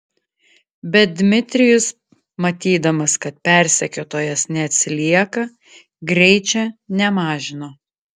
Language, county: Lithuanian, Klaipėda